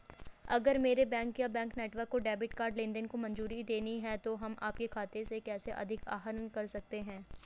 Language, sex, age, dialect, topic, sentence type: Hindi, female, 25-30, Hindustani Malvi Khadi Boli, banking, question